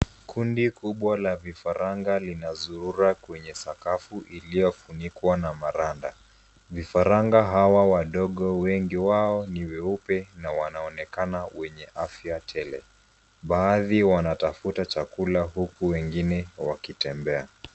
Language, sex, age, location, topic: Swahili, male, 25-35, Nairobi, agriculture